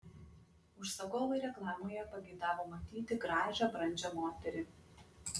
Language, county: Lithuanian, Klaipėda